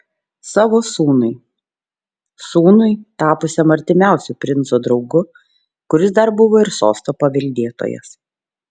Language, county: Lithuanian, Šiauliai